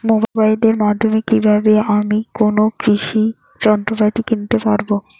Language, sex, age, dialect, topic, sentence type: Bengali, female, 18-24, Rajbangshi, agriculture, question